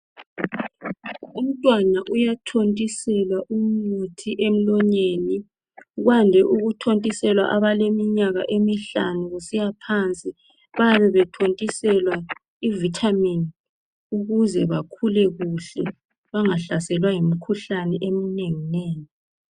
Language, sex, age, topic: North Ndebele, female, 36-49, health